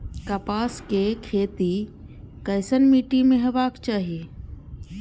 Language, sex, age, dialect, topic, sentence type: Maithili, female, 31-35, Eastern / Thethi, agriculture, question